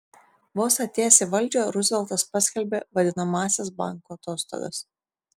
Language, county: Lithuanian, Šiauliai